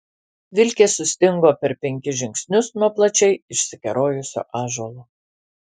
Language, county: Lithuanian, Alytus